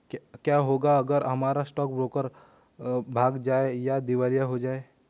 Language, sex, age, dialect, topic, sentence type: Hindi, male, 18-24, Hindustani Malvi Khadi Boli, banking, question